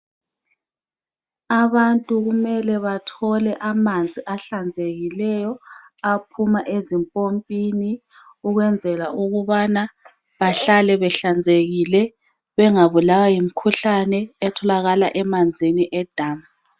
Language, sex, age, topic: North Ndebele, female, 25-35, health